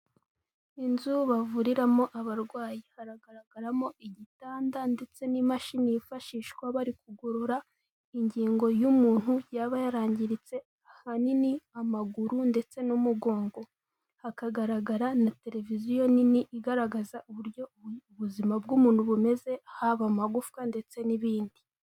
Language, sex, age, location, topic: Kinyarwanda, female, 18-24, Kigali, health